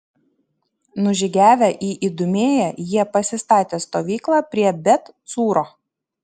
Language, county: Lithuanian, Šiauliai